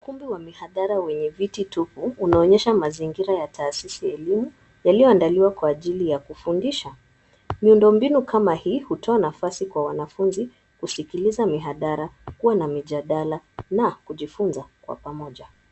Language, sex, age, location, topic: Swahili, female, 18-24, Nairobi, education